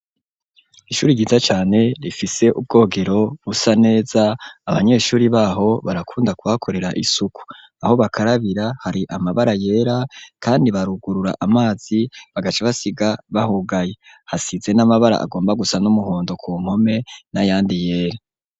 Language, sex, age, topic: Rundi, male, 25-35, education